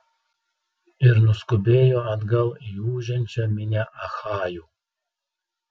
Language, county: Lithuanian, Telšiai